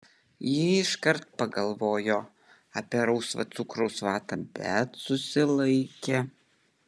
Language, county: Lithuanian, Utena